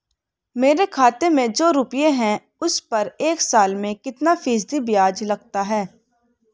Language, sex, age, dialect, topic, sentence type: Hindi, female, 18-24, Hindustani Malvi Khadi Boli, banking, question